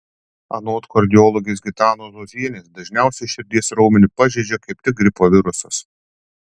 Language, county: Lithuanian, Panevėžys